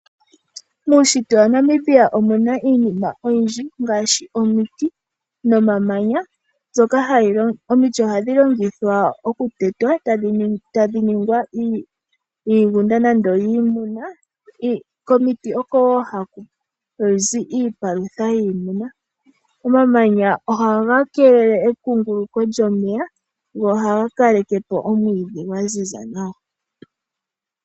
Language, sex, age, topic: Oshiwambo, female, 18-24, agriculture